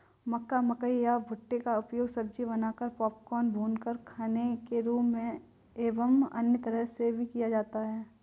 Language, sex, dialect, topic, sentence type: Hindi, female, Kanauji Braj Bhasha, agriculture, statement